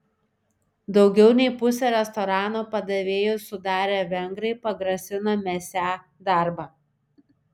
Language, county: Lithuanian, Šiauliai